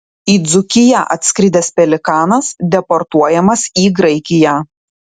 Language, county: Lithuanian, Tauragė